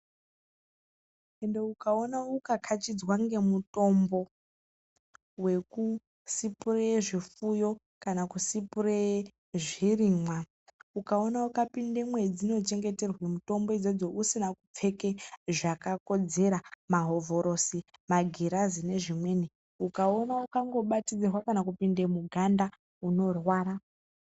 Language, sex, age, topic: Ndau, female, 36-49, health